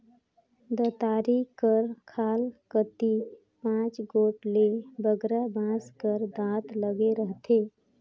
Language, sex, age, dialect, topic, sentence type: Chhattisgarhi, female, 25-30, Northern/Bhandar, agriculture, statement